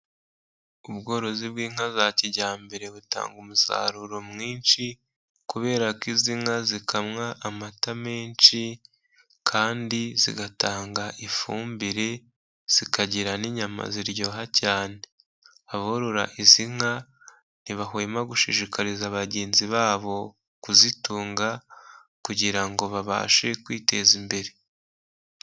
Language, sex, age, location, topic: Kinyarwanda, male, 25-35, Kigali, agriculture